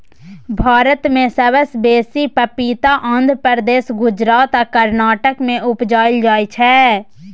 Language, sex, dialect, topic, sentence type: Maithili, female, Bajjika, agriculture, statement